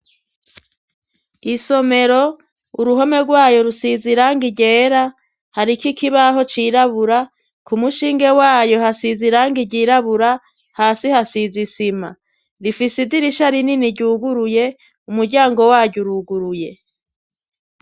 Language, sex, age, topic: Rundi, female, 36-49, education